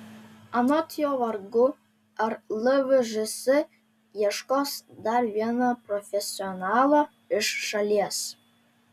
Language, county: Lithuanian, Telšiai